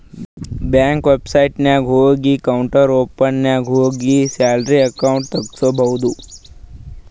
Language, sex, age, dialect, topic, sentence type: Kannada, male, 18-24, Northeastern, banking, statement